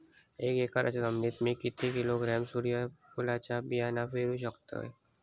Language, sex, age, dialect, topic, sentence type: Marathi, male, 41-45, Southern Konkan, agriculture, question